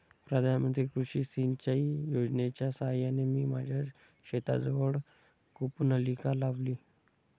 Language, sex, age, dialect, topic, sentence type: Marathi, male, 18-24, Standard Marathi, agriculture, statement